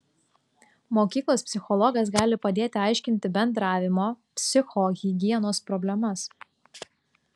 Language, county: Lithuanian, Klaipėda